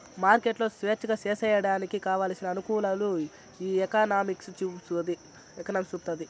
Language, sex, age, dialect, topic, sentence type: Telugu, male, 41-45, Southern, banking, statement